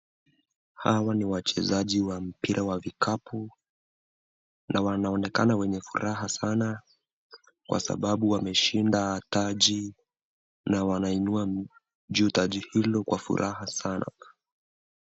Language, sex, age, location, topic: Swahili, male, 18-24, Nakuru, government